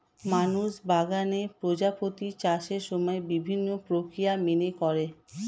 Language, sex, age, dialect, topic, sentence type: Bengali, female, 31-35, Standard Colloquial, agriculture, statement